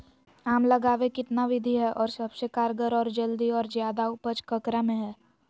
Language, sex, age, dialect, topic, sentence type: Magahi, female, 18-24, Southern, agriculture, question